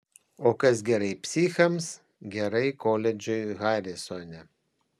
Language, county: Lithuanian, Panevėžys